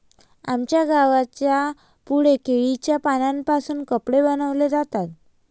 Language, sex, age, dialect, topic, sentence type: Marathi, female, 25-30, Varhadi, agriculture, statement